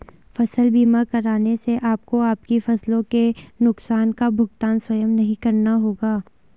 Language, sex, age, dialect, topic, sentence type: Hindi, female, 18-24, Garhwali, banking, statement